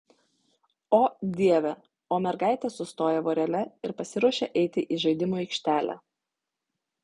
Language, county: Lithuanian, Utena